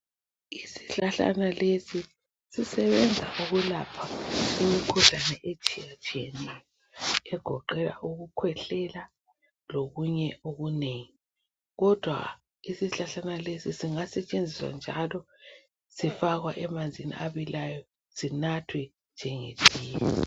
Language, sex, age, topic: North Ndebele, female, 36-49, health